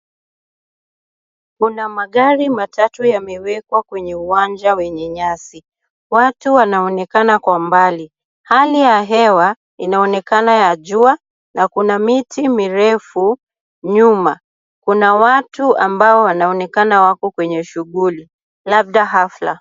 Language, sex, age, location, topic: Swahili, female, 18-24, Kisumu, finance